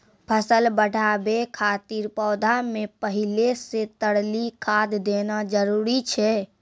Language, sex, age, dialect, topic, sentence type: Maithili, female, 56-60, Angika, agriculture, question